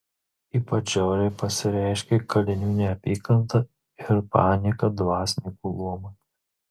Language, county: Lithuanian, Marijampolė